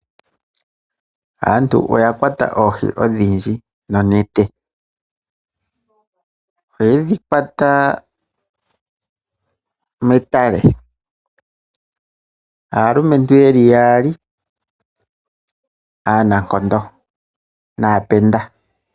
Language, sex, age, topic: Oshiwambo, male, 25-35, agriculture